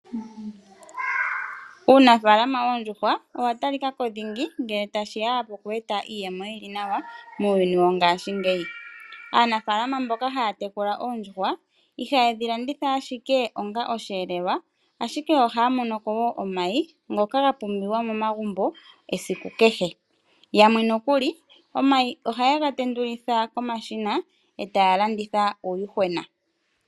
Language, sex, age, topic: Oshiwambo, female, 25-35, agriculture